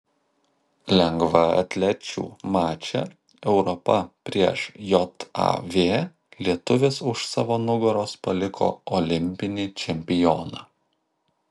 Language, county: Lithuanian, Kaunas